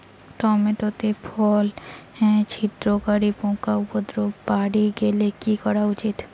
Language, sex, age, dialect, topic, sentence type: Bengali, female, 18-24, Rajbangshi, agriculture, question